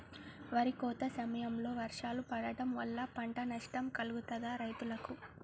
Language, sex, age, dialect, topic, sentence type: Telugu, female, 18-24, Telangana, agriculture, question